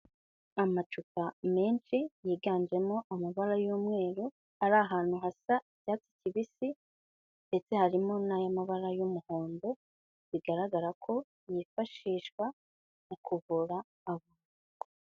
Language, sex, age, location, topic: Kinyarwanda, female, 25-35, Kigali, health